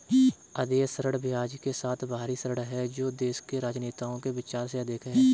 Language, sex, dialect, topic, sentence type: Hindi, male, Kanauji Braj Bhasha, banking, statement